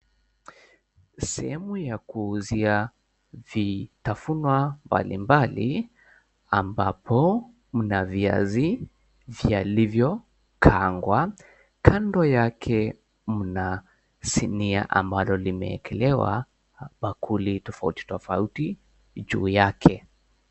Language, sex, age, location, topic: Swahili, male, 18-24, Mombasa, agriculture